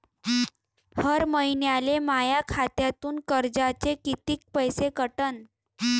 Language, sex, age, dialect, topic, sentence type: Marathi, female, 18-24, Varhadi, banking, question